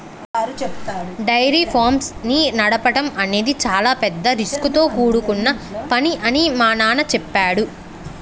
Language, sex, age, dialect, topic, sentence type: Telugu, female, 18-24, Central/Coastal, agriculture, statement